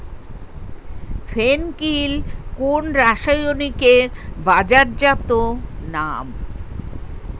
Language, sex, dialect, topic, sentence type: Bengali, female, Standard Colloquial, agriculture, question